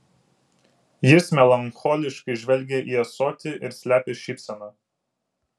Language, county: Lithuanian, Vilnius